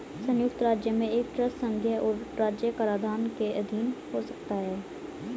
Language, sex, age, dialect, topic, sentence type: Hindi, female, 18-24, Hindustani Malvi Khadi Boli, banking, statement